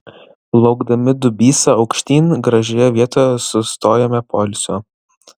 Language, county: Lithuanian, Vilnius